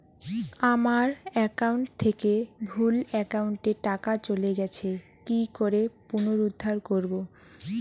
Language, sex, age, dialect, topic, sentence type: Bengali, female, 18-24, Rajbangshi, banking, question